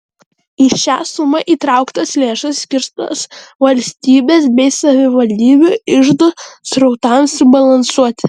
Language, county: Lithuanian, Vilnius